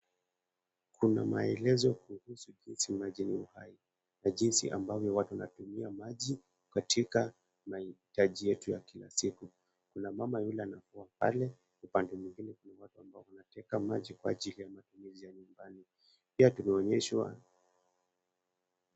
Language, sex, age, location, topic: Swahili, male, 18-24, Kisumu, education